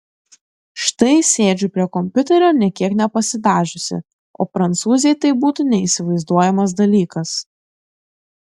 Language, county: Lithuanian, Klaipėda